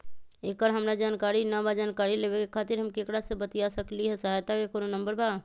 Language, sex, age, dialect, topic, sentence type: Magahi, male, 25-30, Western, banking, question